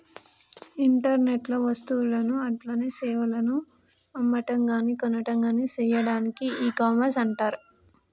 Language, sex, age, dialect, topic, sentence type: Telugu, female, 18-24, Telangana, banking, statement